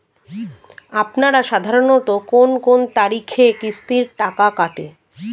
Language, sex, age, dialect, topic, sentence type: Bengali, female, 36-40, Standard Colloquial, banking, question